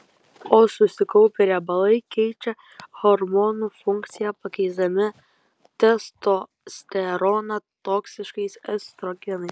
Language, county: Lithuanian, Kaunas